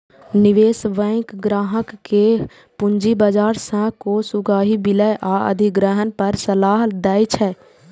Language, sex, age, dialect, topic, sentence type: Maithili, female, 18-24, Eastern / Thethi, banking, statement